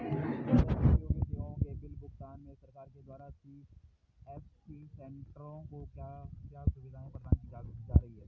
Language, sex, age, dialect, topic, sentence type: Hindi, male, 18-24, Garhwali, banking, question